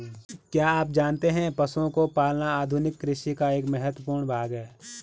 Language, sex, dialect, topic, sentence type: Hindi, male, Garhwali, agriculture, statement